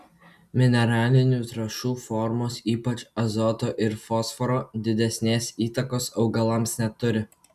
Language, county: Lithuanian, Kaunas